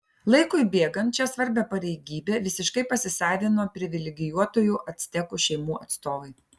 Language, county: Lithuanian, Klaipėda